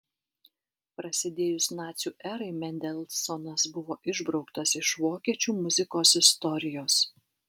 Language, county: Lithuanian, Alytus